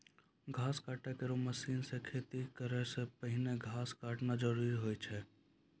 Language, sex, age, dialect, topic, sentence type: Maithili, male, 18-24, Angika, agriculture, statement